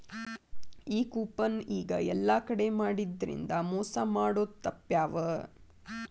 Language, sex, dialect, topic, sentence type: Kannada, female, Dharwad Kannada, banking, statement